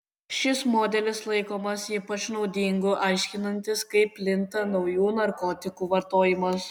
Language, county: Lithuanian, Kaunas